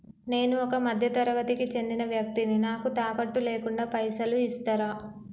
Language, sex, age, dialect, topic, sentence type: Telugu, female, 18-24, Telangana, banking, question